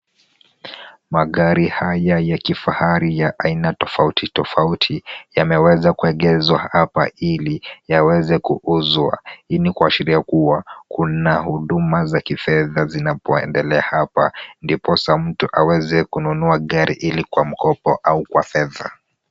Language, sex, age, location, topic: Swahili, male, 18-24, Kisumu, finance